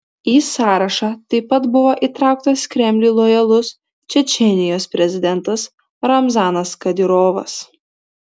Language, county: Lithuanian, Vilnius